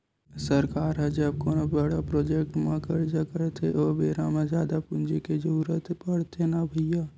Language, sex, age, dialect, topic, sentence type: Chhattisgarhi, male, 18-24, Western/Budati/Khatahi, banking, statement